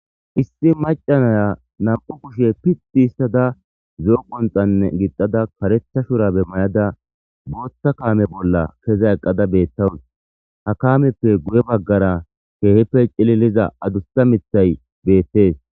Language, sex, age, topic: Gamo, male, 18-24, government